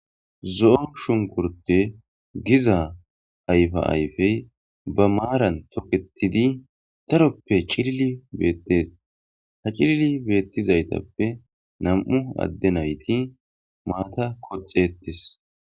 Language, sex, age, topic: Gamo, male, 25-35, agriculture